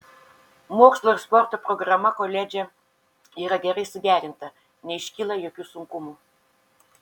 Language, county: Lithuanian, Šiauliai